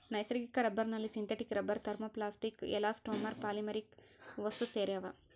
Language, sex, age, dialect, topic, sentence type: Kannada, female, 18-24, Central, agriculture, statement